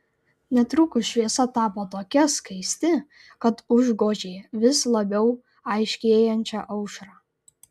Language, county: Lithuanian, Klaipėda